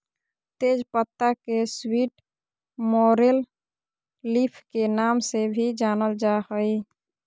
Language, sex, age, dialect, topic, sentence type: Magahi, female, 36-40, Southern, agriculture, statement